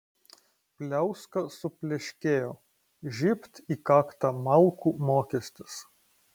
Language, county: Lithuanian, Kaunas